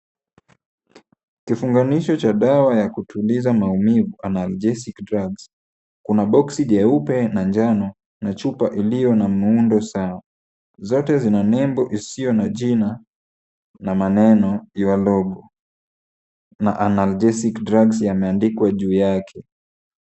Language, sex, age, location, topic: Swahili, male, 18-24, Kisumu, health